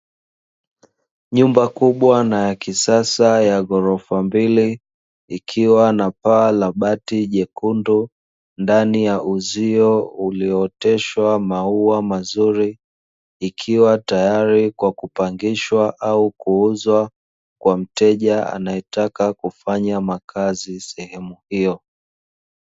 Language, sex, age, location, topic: Swahili, male, 25-35, Dar es Salaam, finance